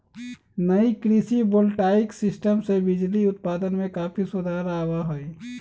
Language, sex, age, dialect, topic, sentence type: Magahi, male, 36-40, Western, agriculture, statement